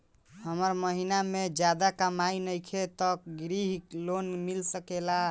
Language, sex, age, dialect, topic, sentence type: Bhojpuri, male, 18-24, Southern / Standard, banking, question